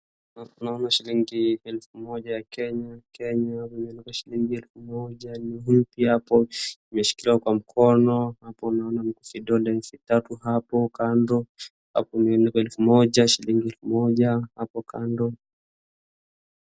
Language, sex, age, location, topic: Swahili, male, 25-35, Wajir, finance